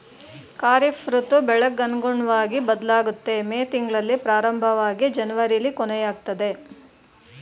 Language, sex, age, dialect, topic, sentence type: Kannada, female, 36-40, Mysore Kannada, agriculture, statement